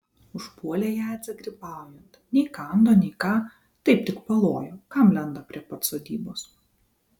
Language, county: Lithuanian, Vilnius